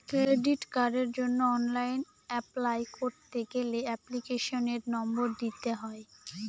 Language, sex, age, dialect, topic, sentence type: Bengali, female, 18-24, Northern/Varendri, banking, statement